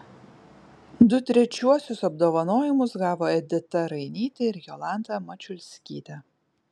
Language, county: Lithuanian, Kaunas